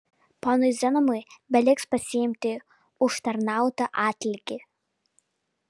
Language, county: Lithuanian, Vilnius